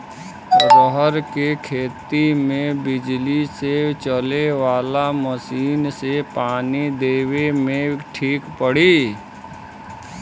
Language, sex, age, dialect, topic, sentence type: Bhojpuri, male, 31-35, Western, agriculture, question